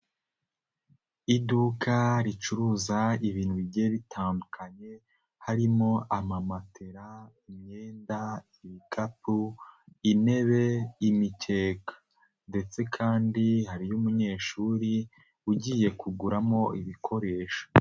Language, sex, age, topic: Kinyarwanda, female, 36-49, finance